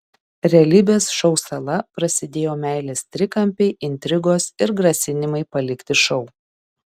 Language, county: Lithuanian, Šiauliai